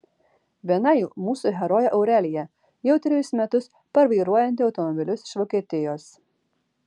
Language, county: Lithuanian, Vilnius